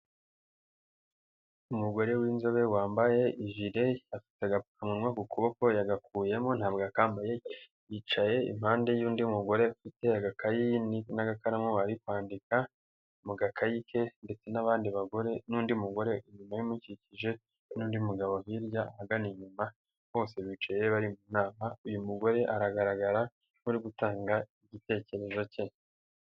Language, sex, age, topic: Kinyarwanda, male, 18-24, health